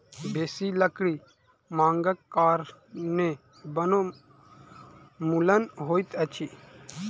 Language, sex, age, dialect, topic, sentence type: Maithili, male, 25-30, Southern/Standard, agriculture, statement